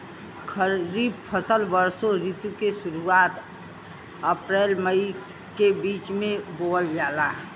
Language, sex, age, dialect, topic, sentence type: Bhojpuri, female, 25-30, Western, agriculture, statement